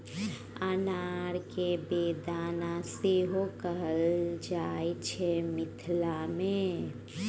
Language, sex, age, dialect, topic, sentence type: Maithili, female, 36-40, Bajjika, agriculture, statement